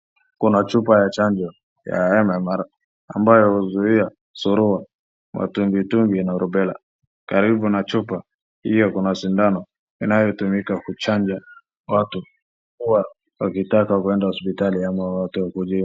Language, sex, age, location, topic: Swahili, male, 25-35, Wajir, health